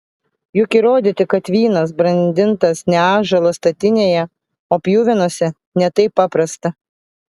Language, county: Lithuanian, Vilnius